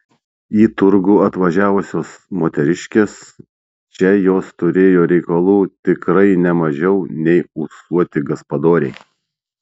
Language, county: Lithuanian, Šiauliai